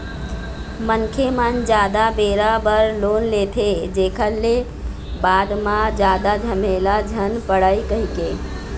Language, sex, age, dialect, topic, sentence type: Chhattisgarhi, female, 41-45, Eastern, banking, statement